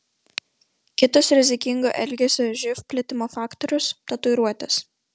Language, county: Lithuanian, Vilnius